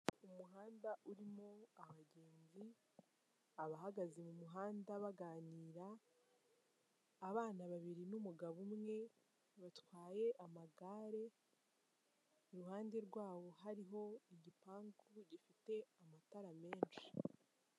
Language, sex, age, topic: Kinyarwanda, female, 18-24, government